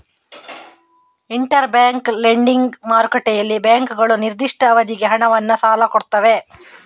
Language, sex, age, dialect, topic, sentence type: Kannada, female, 31-35, Coastal/Dakshin, banking, statement